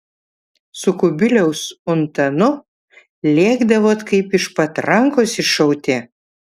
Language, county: Lithuanian, Vilnius